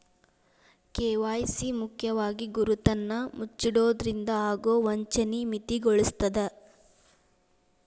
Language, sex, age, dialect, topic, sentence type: Kannada, female, 18-24, Dharwad Kannada, banking, statement